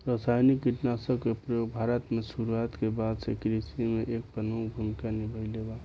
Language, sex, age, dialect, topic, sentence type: Bhojpuri, male, 18-24, Southern / Standard, agriculture, statement